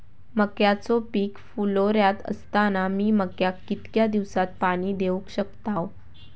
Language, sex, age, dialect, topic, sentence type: Marathi, female, 18-24, Southern Konkan, agriculture, question